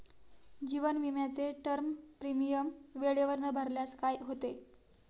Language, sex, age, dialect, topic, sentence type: Marathi, female, 18-24, Standard Marathi, banking, statement